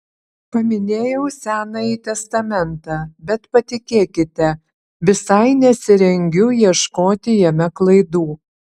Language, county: Lithuanian, Utena